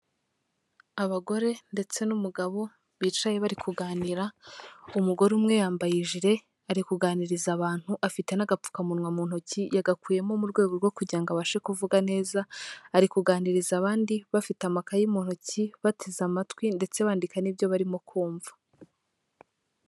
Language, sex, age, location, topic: Kinyarwanda, female, 18-24, Kigali, health